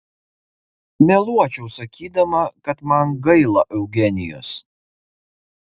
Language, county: Lithuanian, Kaunas